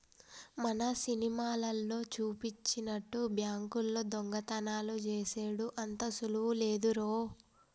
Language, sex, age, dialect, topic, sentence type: Telugu, female, 18-24, Telangana, banking, statement